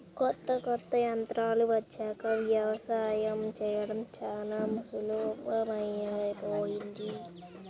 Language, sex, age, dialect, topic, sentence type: Telugu, female, 18-24, Central/Coastal, agriculture, statement